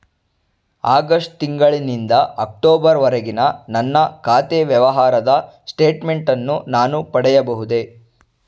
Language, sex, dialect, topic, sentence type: Kannada, male, Mysore Kannada, banking, question